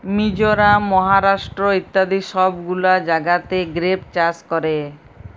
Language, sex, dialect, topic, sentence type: Bengali, female, Jharkhandi, agriculture, statement